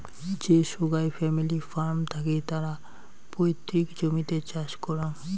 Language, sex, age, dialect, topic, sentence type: Bengali, male, 51-55, Rajbangshi, agriculture, statement